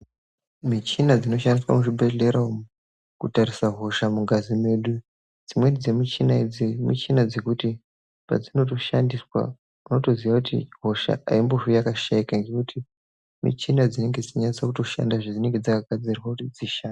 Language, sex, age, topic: Ndau, male, 18-24, health